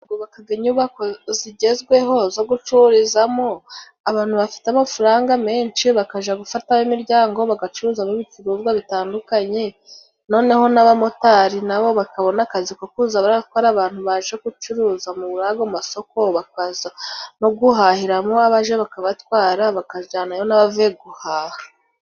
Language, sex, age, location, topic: Kinyarwanda, female, 25-35, Musanze, government